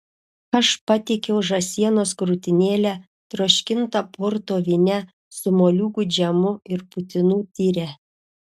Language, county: Lithuanian, Šiauliai